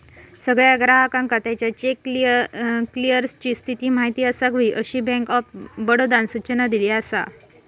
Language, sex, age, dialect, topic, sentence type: Marathi, female, 25-30, Southern Konkan, banking, statement